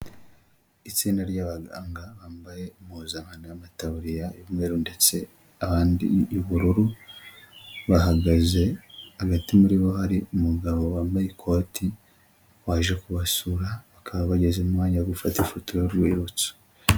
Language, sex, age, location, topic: Kinyarwanda, male, 25-35, Huye, health